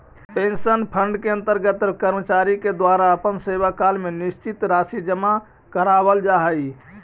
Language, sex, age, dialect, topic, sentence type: Magahi, male, 25-30, Central/Standard, agriculture, statement